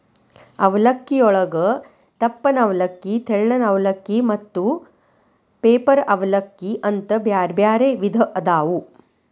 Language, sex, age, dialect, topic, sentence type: Kannada, female, 36-40, Dharwad Kannada, agriculture, statement